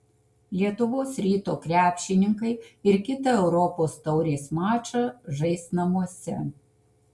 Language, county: Lithuanian, Kaunas